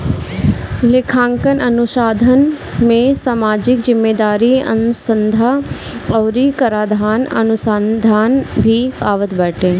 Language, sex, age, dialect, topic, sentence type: Bhojpuri, female, 18-24, Northern, banking, statement